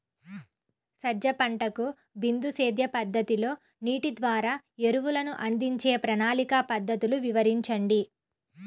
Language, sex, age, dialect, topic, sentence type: Telugu, female, 31-35, Central/Coastal, agriculture, question